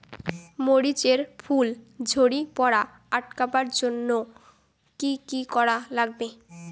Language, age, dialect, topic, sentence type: Bengali, <18, Rajbangshi, agriculture, question